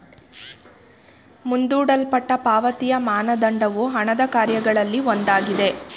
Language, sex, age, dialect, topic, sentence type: Kannada, female, 25-30, Mysore Kannada, banking, statement